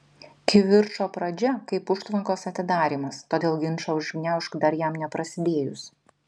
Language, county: Lithuanian, Vilnius